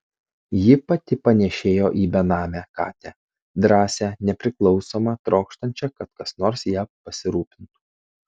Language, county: Lithuanian, Kaunas